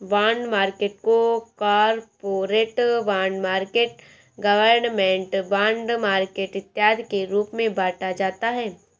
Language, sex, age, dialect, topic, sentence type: Hindi, female, 18-24, Awadhi Bundeli, banking, statement